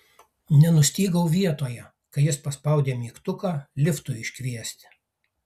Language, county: Lithuanian, Kaunas